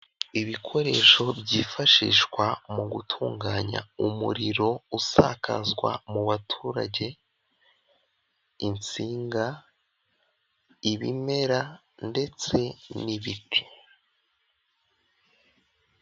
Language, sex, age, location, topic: Kinyarwanda, male, 18-24, Kigali, government